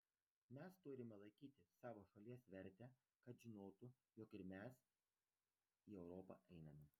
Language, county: Lithuanian, Vilnius